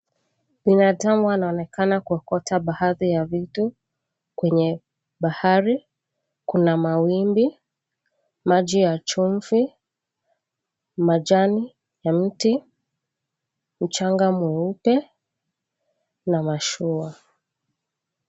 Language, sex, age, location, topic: Swahili, female, 25-35, Mombasa, government